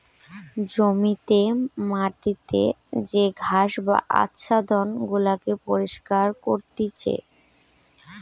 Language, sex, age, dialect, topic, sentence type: Bengali, female, 18-24, Western, agriculture, statement